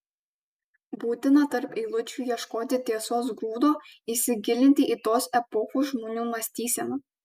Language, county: Lithuanian, Kaunas